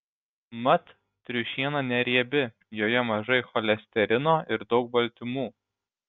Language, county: Lithuanian, Šiauliai